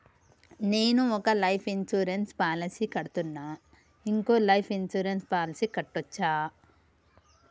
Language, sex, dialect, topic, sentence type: Telugu, female, Telangana, banking, question